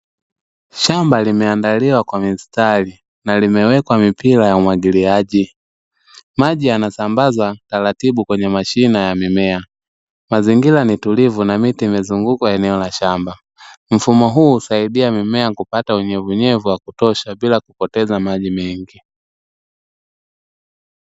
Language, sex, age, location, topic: Swahili, male, 25-35, Dar es Salaam, agriculture